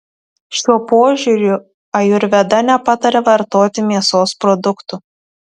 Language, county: Lithuanian, Tauragė